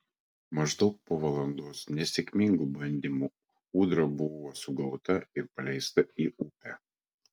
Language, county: Lithuanian, Vilnius